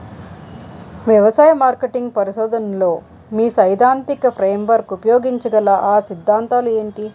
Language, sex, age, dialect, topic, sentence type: Telugu, female, 46-50, Utterandhra, agriculture, question